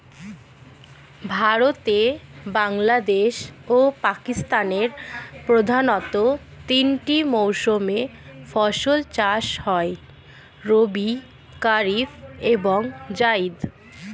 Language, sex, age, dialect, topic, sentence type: Bengali, female, 25-30, Standard Colloquial, agriculture, statement